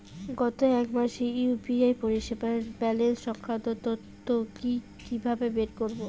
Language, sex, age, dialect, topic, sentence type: Bengali, female, 18-24, Rajbangshi, banking, question